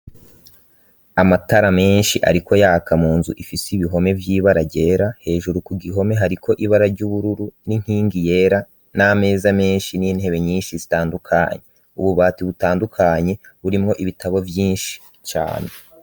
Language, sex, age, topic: Rundi, male, 25-35, education